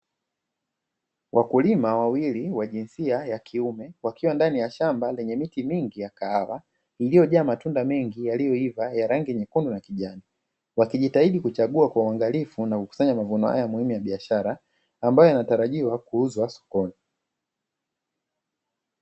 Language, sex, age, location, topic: Swahili, male, 18-24, Dar es Salaam, agriculture